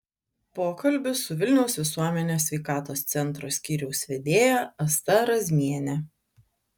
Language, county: Lithuanian, Utena